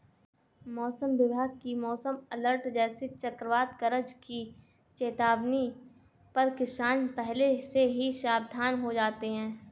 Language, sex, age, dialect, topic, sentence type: Hindi, female, 18-24, Kanauji Braj Bhasha, agriculture, statement